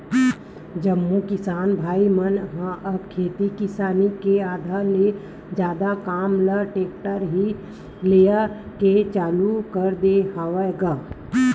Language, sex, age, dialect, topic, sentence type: Chhattisgarhi, female, 31-35, Western/Budati/Khatahi, banking, statement